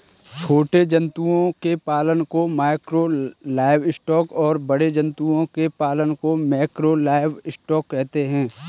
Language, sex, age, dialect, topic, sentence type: Hindi, male, 18-24, Kanauji Braj Bhasha, agriculture, statement